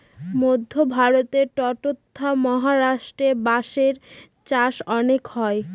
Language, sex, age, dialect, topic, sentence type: Bengali, female, 18-24, Northern/Varendri, agriculture, statement